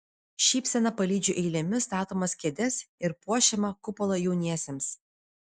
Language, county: Lithuanian, Vilnius